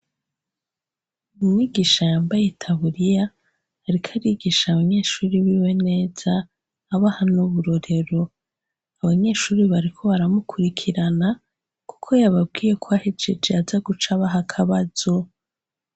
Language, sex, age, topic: Rundi, female, 25-35, education